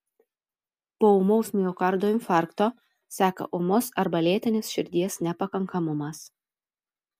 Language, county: Lithuanian, Telšiai